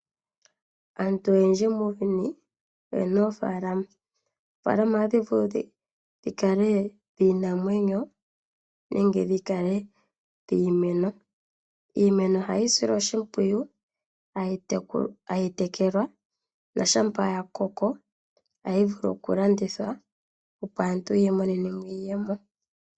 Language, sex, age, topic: Oshiwambo, female, 25-35, agriculture